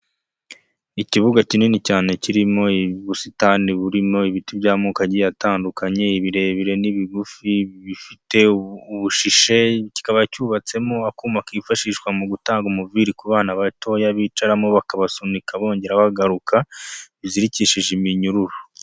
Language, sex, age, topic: Kinyarwanda, male, 25-35, education